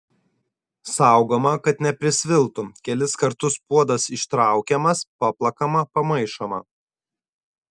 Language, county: Lithuanian, Šiauliai